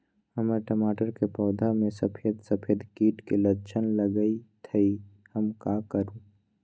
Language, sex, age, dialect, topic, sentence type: Magahi, male, 18-24, Western, agriculture, question